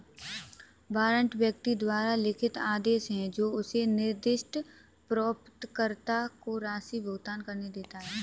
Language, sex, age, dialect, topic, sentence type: Hindi, female, 18-24, Kanauji Braj Bhasha, banking, statement